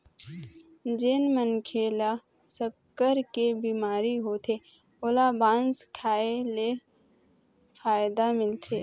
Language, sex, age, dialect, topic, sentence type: Chhattisgarhi, female, 18-24, Eastern, agriculture, statement